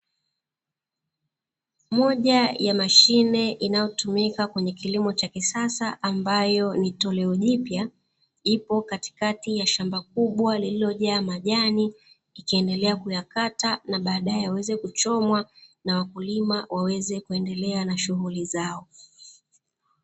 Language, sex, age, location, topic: Swahili, female, 36-49, Dar es Salaam, agriculture